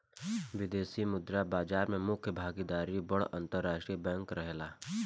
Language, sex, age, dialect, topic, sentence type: Bhojpuri, male, 18-24, Southern / Standard, banking, statement